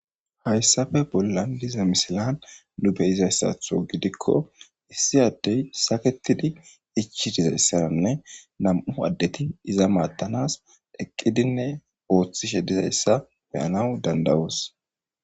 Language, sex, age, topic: Gamo, male, 18-24, government